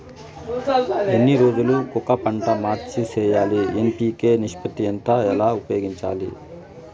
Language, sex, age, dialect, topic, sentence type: Telugu, male, 46-50, Southern, agriculture, question